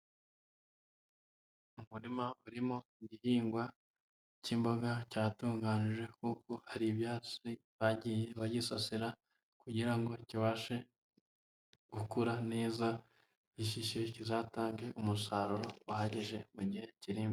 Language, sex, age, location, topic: Kinyarwanda, male, 25-35, Huye, agriculture